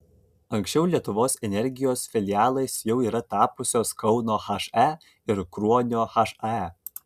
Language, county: Lithuanian, Kaunas